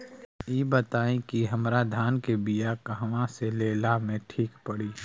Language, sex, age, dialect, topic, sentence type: Bhojpuri, male, 36-40, Western, agriculture, question